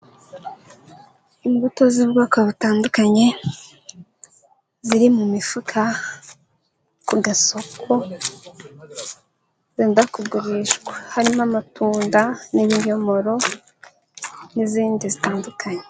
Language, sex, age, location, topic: Kinyarwanda, female, 18-24, Huye, agriculture